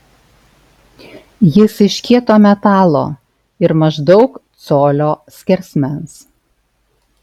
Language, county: Lithuanian, Alytus